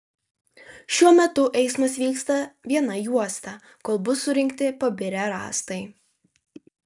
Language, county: Lithuanian, Vilnius